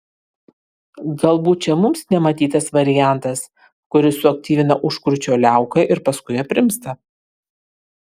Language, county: Lithuanian, Kaunas